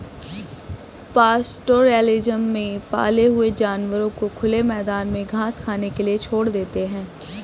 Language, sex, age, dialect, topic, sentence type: Hindi, male, 25-30, Hindustani Malvi Khadi Boli, agriculture, statement